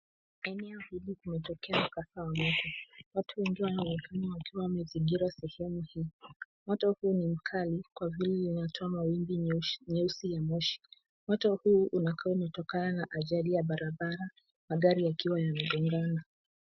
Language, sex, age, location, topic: Swahili, female, 18-24, Kisumu, health